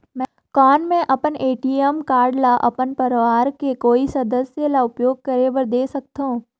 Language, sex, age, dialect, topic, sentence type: Chhattisgarhi, female, 31-35, Northern/Bhandar, banking, question